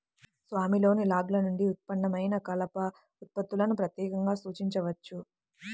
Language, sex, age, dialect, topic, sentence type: Telugu, female, 18-24, Central/Coastal, agriculture, statement